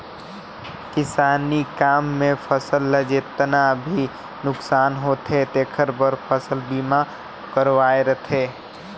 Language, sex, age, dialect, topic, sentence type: Chhattisgarhi, male, 60-100, Northern/Bhandar, banking, statement